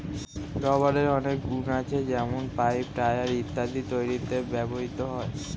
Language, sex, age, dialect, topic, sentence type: Bengali, male, 18-24, Standard Colloquial, agriculture, statement